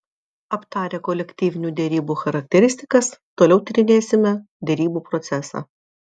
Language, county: Lithuanian, Vilnius